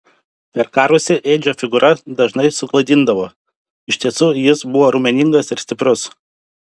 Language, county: Lithuanian, Panevėžys